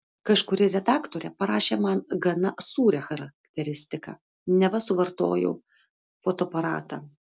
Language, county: Lithuanian, Vilnius